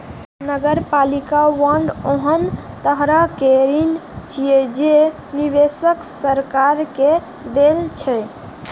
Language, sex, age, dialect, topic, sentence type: Maithili, female, 18-24, Eastern / Thethi, banking, statement